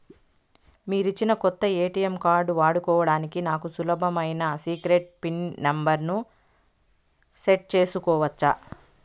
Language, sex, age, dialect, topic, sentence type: Telugu, female, 51-55, Southern, banking, question